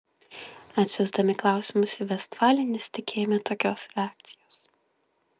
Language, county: Lithuanian, Klaipėda